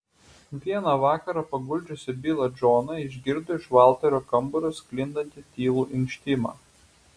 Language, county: Lithuanian, Utena